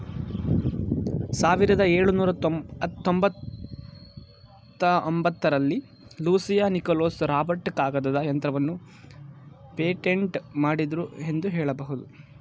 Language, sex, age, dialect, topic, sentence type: Kannada, male, 18-24, Mysore Kannada, banking, statement